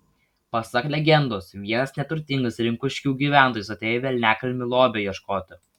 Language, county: Lithuanian, Vilnius